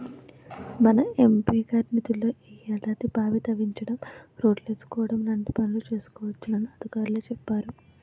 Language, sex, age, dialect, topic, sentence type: Telugu, female, 18-24, Utterandhra, banking, statement